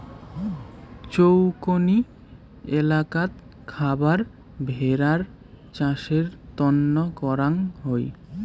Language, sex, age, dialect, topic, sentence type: Bengali, male, 18-24, Rajbangshi, agriculture, statement